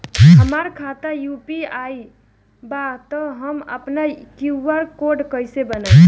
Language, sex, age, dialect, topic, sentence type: Bhojpuri, female, <18, Southern / Standard, banking, question